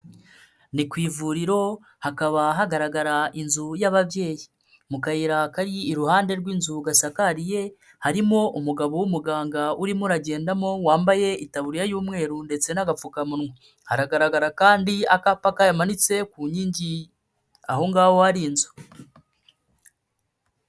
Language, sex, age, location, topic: Kinyarwanda, male, 25-35, Kigali, health